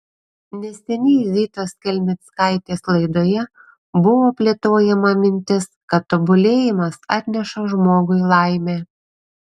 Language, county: Lithuanian, Panevėžys